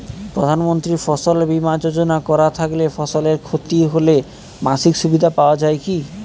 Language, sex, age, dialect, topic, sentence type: Bengali, male, 18-24, Standard Colloquial, agriculture, question